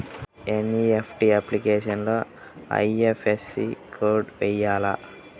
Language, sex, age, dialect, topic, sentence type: Telugu, male, 31-35, Central/Coastal, banking, question